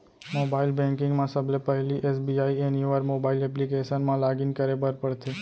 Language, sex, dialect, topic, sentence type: Chhattisgarhi, male, Central, banking, statement